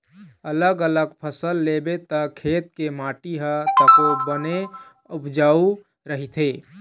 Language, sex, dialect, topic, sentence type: Chhattisgarhi, male, Eastern, agriculture, statement